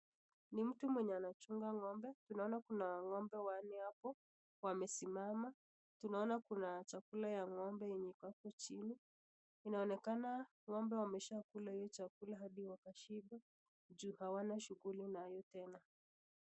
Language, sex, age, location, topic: Swahili, female, 25-35, Nakuru, agriculture